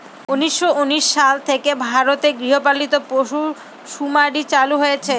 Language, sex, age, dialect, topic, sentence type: Bengali, female, 31-35, Northern/Varendri, agriculture, statement